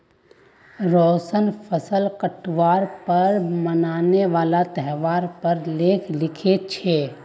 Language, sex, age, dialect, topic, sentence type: Magahi, female, 18-24, Northeastern/Surjapuri, agriculture, statement